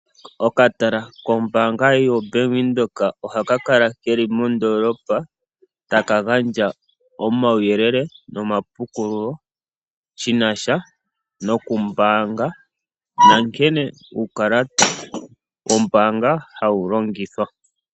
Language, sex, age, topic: Oshiwambo, male, 25-35, finance